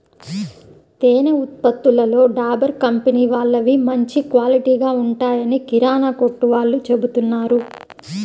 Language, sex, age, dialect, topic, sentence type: Telugu, female, 25-30, Central/Coastal, agriculture, statement